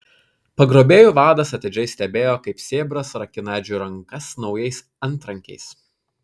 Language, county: Lithuanian, Kaunas